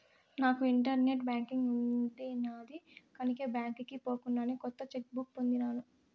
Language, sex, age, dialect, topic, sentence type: Telugu, female, 60-100, Southern, banking, statement